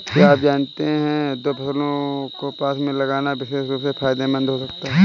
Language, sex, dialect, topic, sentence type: Hindi, male, Kanauji Braj Bhasha, agriculture, statement